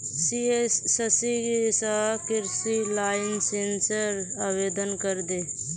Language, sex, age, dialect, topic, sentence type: Magahi, male, 18-24, Northeastern/Surjapuri, agriculture, statement